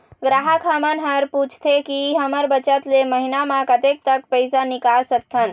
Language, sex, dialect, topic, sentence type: Chhattisgarhi, female, Eastern, banking, question